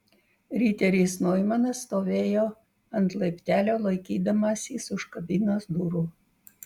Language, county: Lithuanian, Vilnius